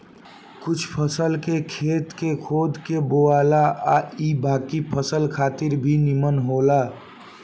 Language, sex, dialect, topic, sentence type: Bhojpuri, male, Southern / Standard, agriculture, statement